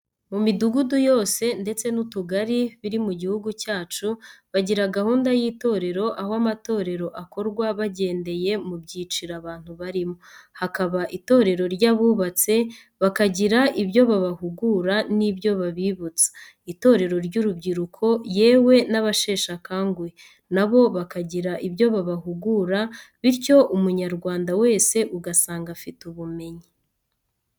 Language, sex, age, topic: Kinyarwanda, female, 25-35, education